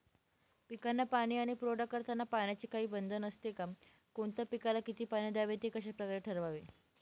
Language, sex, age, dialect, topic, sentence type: Marathi, male, 18-24, Northern Konkan, agriculture, question